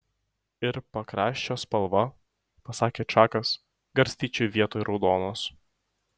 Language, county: Lithuanian, Šiauliai